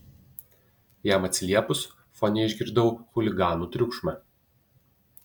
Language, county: Lithuanian, Utena